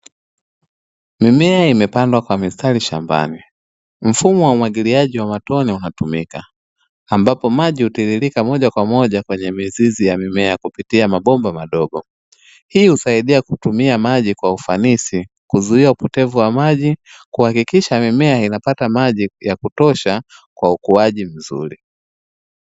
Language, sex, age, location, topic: Swahili, male, 25-35, Dar es Salaam, agriculture